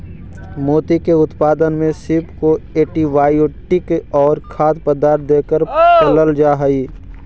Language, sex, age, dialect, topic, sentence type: Magahi, male, 41-45, Central/Standard, agriculture, statement